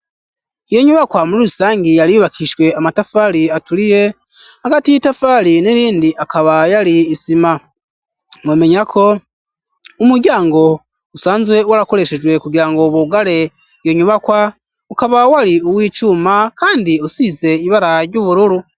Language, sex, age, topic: Rundi, male, 25-35, education